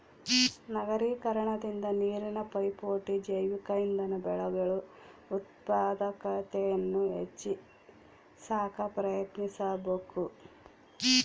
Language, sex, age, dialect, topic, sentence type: Kannada, female, 36-40, Central, agriculture, statement